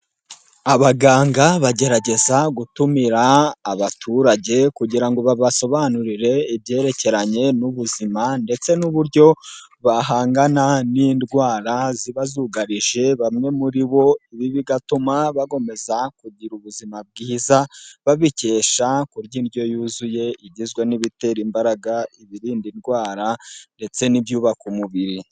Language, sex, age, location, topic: Kinyarwanda, male, 18-24, Nyagatare, health